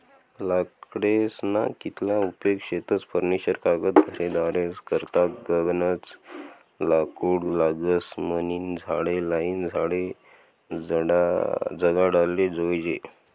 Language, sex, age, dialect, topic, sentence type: Marathi, male, 18-24, Northern Konkan, agriculture, statement